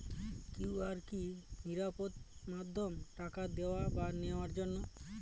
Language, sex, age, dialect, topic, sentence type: Bengali, male, 36-40, Northern/Varendri, banking, question